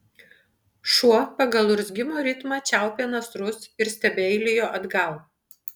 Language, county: Lithuanian, Panevėžys